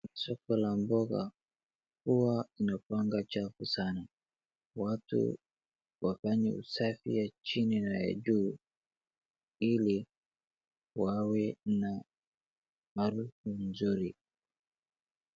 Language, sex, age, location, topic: Swahili, male, 25-35, Wajir, finance